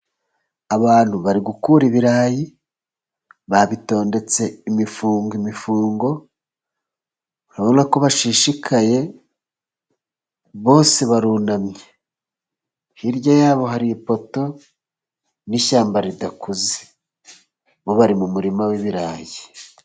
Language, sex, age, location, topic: Kinyarwanda, male, 36-49, Musanze, agriculture